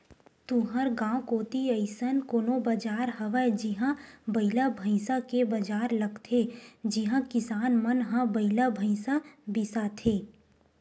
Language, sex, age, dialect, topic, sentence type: Chhattisgarhi, female, 18-24, Western/Budati/Khatahi, agriculture, statement